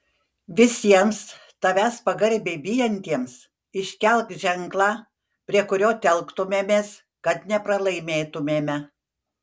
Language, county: Lithuanian, Panevėžys